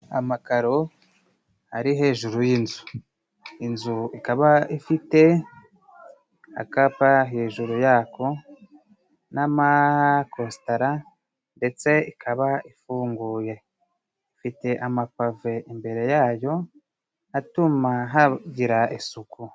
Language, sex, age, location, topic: Kinyarwanda, male, 25-35, Musanze, finance